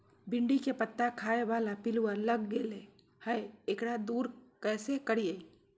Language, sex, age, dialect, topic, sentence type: Magahi, female, 41-45, Southern, agriculture, question